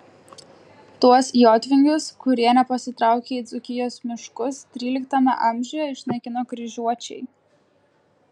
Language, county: Lithuanian, Klaipėda